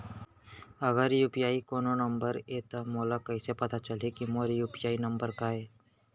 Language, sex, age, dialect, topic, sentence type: Chhattisgarhi, male, 18-24, Central, banking, question